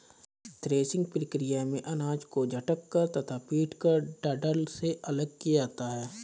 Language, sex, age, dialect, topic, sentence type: Hindi, male, 25-30, Awadhi Bundeli, agriculture, statement